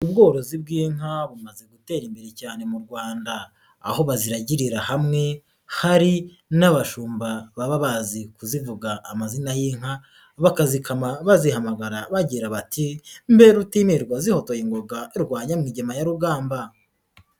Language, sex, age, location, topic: Kinyarwanda, female, 18-24, Nyagatare, agriculture